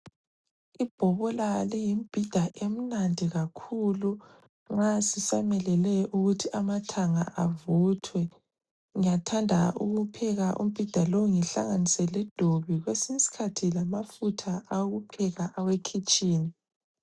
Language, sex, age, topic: North Ndebele, female, 25-35, health